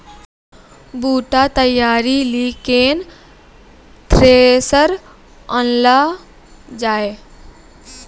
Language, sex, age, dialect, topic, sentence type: Maithili, female, 18-24, Angika, agriculture, question